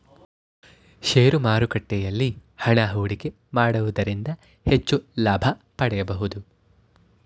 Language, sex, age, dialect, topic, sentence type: Kannada, male, 18-24, Mysore Kannada, banking, statement